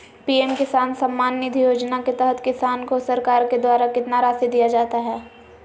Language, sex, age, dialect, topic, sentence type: Magahi, female, 56-60, Southern, agriculture, question